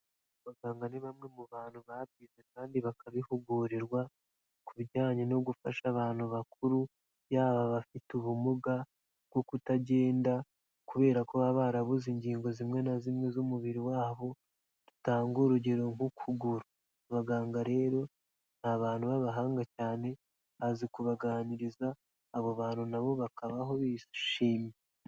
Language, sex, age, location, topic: Kinyarwanda, male, 18-24, Kigali, health